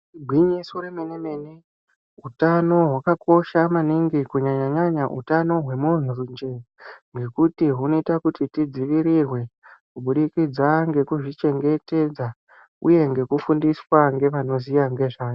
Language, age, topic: Ndau, 25-35, health